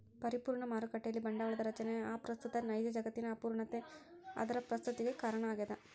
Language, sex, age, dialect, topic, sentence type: Kannada, female, 60-100, Central, banking, statement